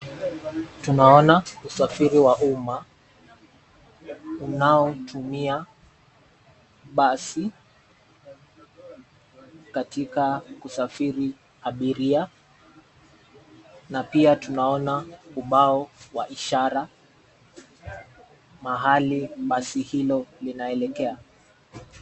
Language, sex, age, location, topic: Swahili, male, 25-35, Nairobi, government